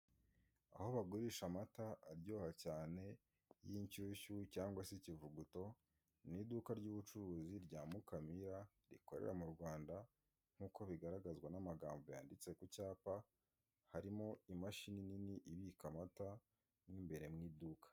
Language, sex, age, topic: Kinyarwanda, male, 18-24, finance